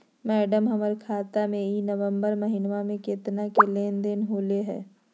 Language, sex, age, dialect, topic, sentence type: Magahi, female, 51-55, Southern, banking, question